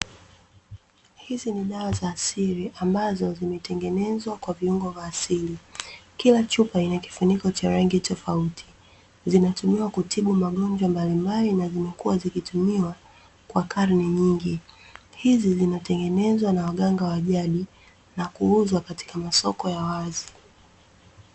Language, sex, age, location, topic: Swahili, female, 25-35, Dar es Salaam, health